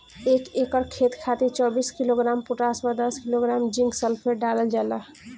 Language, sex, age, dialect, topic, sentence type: Bhojpuri, female, 18-24, Northern, agriculture, question